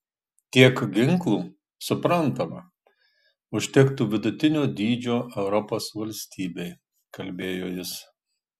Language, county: Lithuanian, Marijampolė